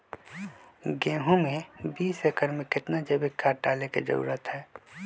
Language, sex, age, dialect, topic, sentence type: Magahi, male, 25-30, Western, agriculture, question